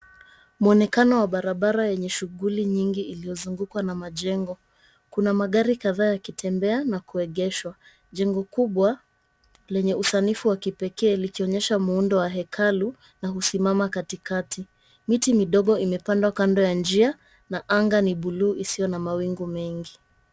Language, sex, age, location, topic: Swahili, female, 25-35, Mombasa, government